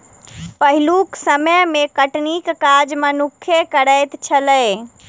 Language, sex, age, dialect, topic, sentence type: Maithili, female, 18-24, Southern/Standard, agriculture, statement